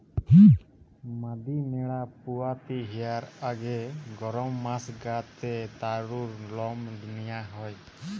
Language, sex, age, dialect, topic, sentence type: Bengali, male, 60-100, Western, agriculture, statement